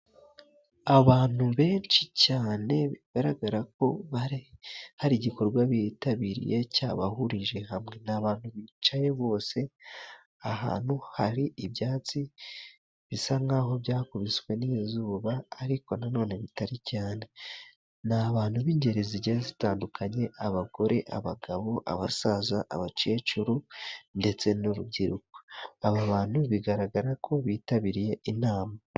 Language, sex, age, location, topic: Kinyarwanda, male, 18-24, Musanze, government